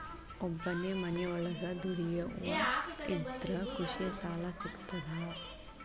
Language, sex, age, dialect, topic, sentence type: Kannada, female, 18-24, Dharwad Kannada, banking, question